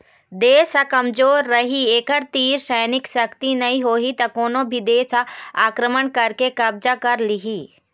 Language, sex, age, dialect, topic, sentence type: Chhattisgarhi, female, 18-24, Eastern, banking, statement